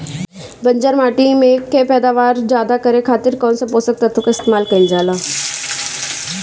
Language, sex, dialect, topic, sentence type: Bhojpuri, female, Northern, agriculture, question